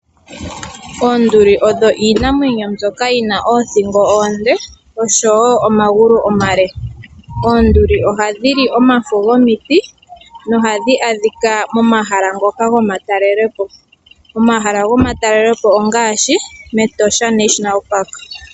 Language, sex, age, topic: Oshiwambo, female, 25-35, agriculture